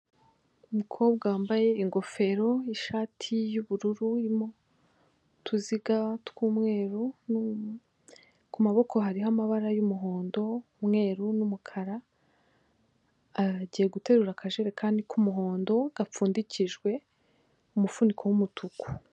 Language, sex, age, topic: Kinyarwanda, female, 25-35, finance